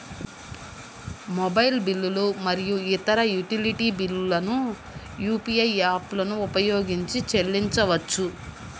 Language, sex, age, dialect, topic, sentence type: Telugu, female, 31-35, Central/Coastal, banking, statement